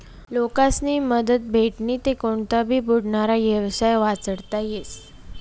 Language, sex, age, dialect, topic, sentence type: Marathi, female, 18-24, Northern Konkan, banking, statement